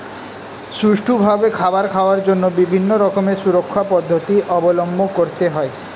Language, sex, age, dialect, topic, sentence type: Bengali, male, 25-30, Standard Colloquial, agriculture, statement